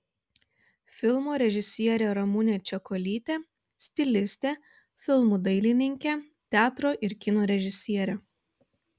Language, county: Lithuanian, Vilnius